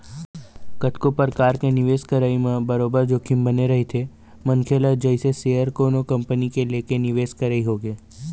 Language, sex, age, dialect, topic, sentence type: Chhattisgarhi, male, 46-50, Eastern, banking, statement